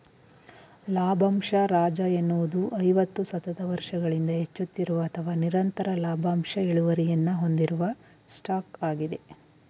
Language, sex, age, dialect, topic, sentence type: Kannada, male, 18-24, Mysore Kannada, banking, statement